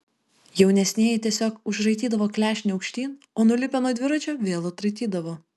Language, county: Lithuanian, Vilnius